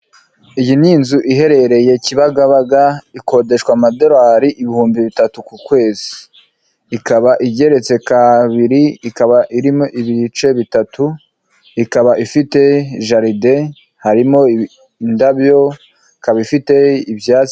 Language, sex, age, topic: Kinyarwanda, male, 25-35, finance